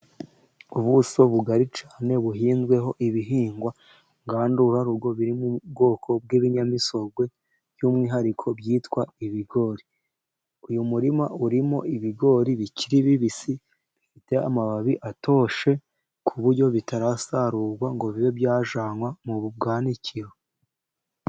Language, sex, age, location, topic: Kinyarwanda, male, 18-24, Musanze, agriculture